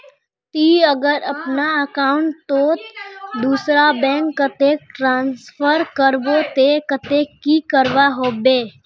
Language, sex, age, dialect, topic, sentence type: Magahi, female, 18-24, Northeastern/Surjapuri, banking, question